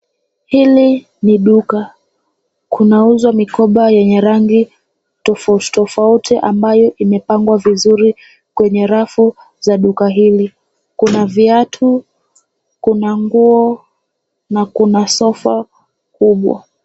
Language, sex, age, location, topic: Swahili, female, 18-24, Nairobi, finance